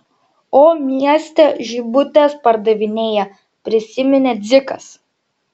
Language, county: Lithuanian, Šiauliai